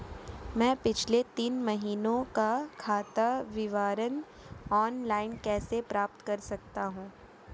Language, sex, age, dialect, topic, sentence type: Hindi, female, 18-24, Marwari Dhudhari, banking, question